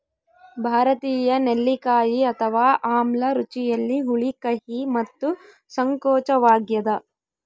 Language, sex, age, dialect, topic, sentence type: Kannada, female, 25-30, Central, agriculture, statement